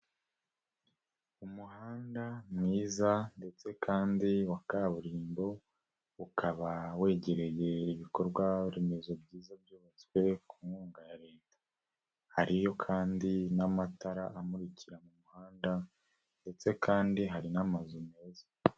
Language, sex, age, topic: Kinyarwanda, female, 36-49, government